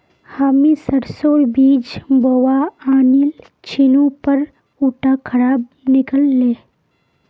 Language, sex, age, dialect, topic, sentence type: Magahi, female, 18-24, Northeastern/Surjapuri, agriculture, statement